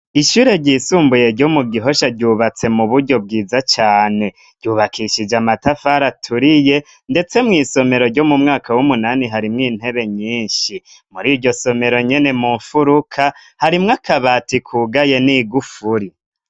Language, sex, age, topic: Rundi, male, 25-35, education